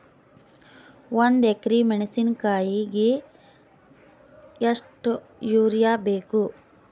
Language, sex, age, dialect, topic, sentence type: Kannada, female, 25-30, Northeastern, agriculture, question